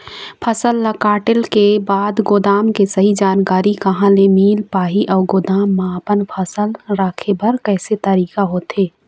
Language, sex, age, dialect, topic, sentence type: Chhattisgarhi, female, 51-55, Eastern, agriculture, question